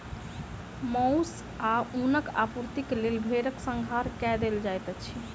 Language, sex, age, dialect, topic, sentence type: Maithili, female, 25-30, Southern/Standard, agriculture, statement